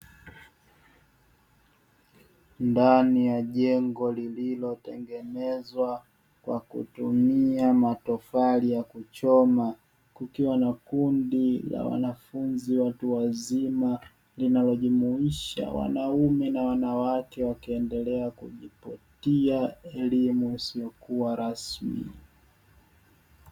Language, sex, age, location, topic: Swahili, male, 25-35, Dar es Salaam, education